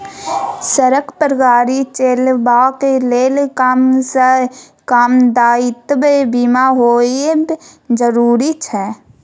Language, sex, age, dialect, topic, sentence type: Maithili, female, 25-30, Bajjika, banking, statement